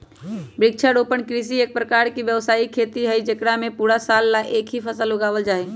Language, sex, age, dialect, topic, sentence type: Magahi, male, 18-24, Western, agriculture, statement